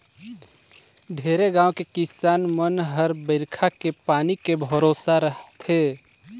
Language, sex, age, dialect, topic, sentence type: Chhattisgarhi, male, 18-24, Northern/Bhandar, agriculture, statement